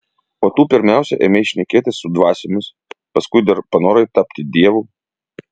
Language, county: Lithuanian, Vilnius